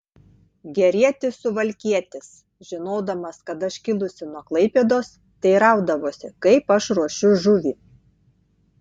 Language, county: Lithuanian, Tauragė